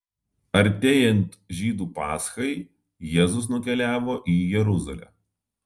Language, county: Lithuanian, Alytus